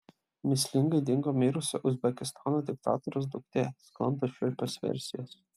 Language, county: Lithuanian, Klaipėda